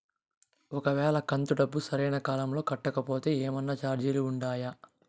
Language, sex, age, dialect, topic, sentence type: Telugu, male, 18-24, Southern, banking, question